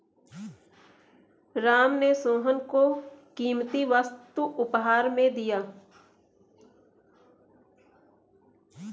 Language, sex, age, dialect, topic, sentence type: Hindi, female, 25-30, Kanauji Braj Bhasha, banking, statement